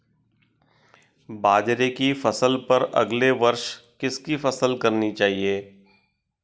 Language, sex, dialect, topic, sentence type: Hindi, male, Marwari Dhudhari, agriculture, question